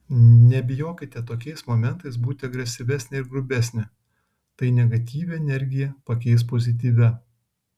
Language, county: Lithuanian, Kaunas